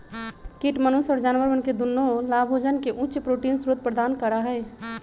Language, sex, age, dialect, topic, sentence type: Magahi, male, 25-30, Western, agriculture, statement